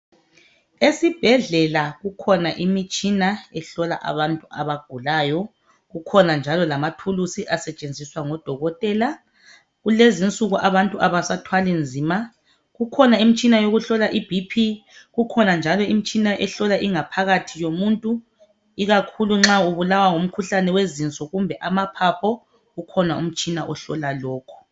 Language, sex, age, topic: North Ndebele, female, 25-35, health